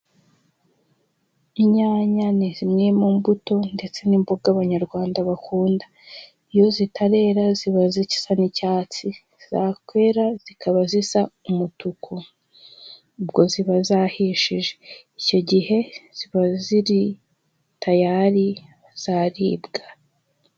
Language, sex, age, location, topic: Kinyarwanda, female, 18-24, Huye, agriculture